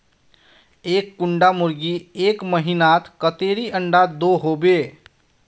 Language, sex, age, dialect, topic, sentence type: Magahi, male, 31-35, Northeastern/Surjapuri, agriculture, question